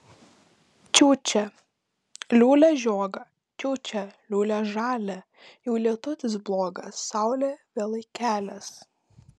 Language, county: Lithuanian, Panevėžys